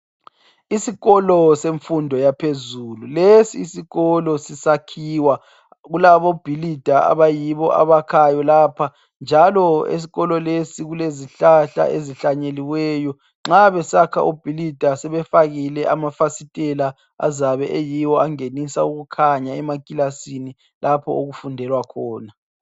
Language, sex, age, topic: North Ndebele, female, 18-24, education